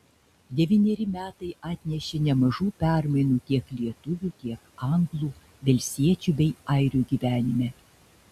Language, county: Lithuanian, Šiauliai